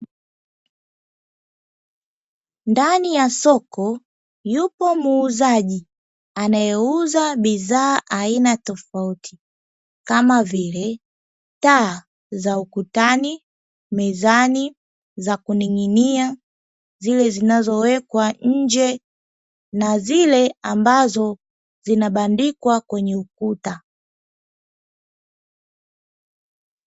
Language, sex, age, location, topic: Swahili, female, 25-35, Dar es Salaam, finance